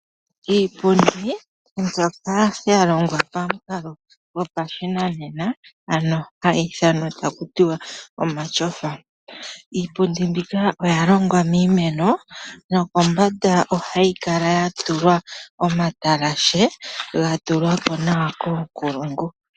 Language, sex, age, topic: Oshiwambo, male, 18-24, finance